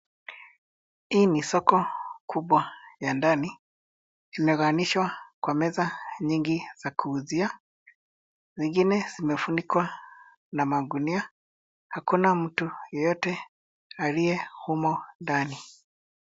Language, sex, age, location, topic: Swahili, male, 50+, Nairobi, finance